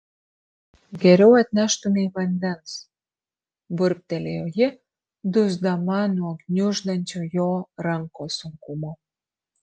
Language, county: Lithuanian, Marijampolė